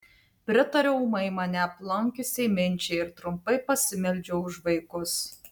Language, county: Lithuanian, Tauragė